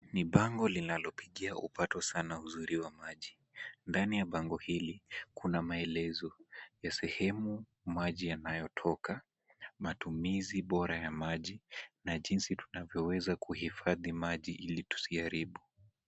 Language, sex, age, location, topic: Swahili, male, 18-24, Kisumu, education